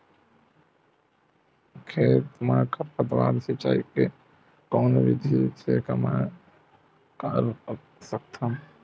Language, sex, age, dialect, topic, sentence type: Chhattisgarhi, male, 25-30, Western/Budati/Khatahi, agriculture, question